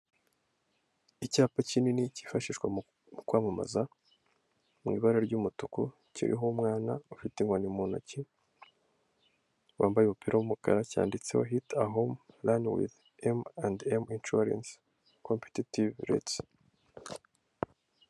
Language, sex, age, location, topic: Kinyarwanda, male, 18-24, Kigali, finance